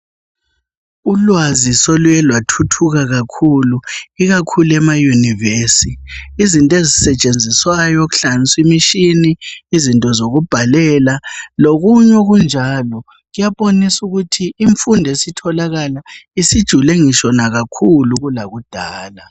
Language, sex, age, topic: North Ndebele, female, 25-35, education